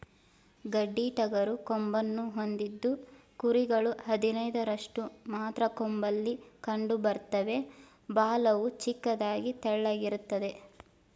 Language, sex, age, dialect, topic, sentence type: Kannada, female, 18-24, Mysore Kannada, agriculture, statement